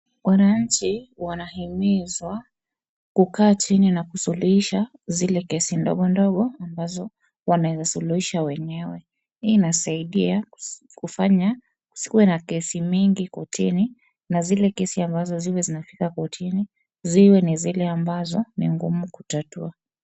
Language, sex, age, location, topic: Swahili, female, 25-35, Wajir, government